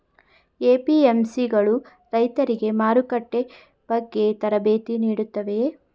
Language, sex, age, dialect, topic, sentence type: Kannada, female, 31-35, Mysore Kannada, agriculture, question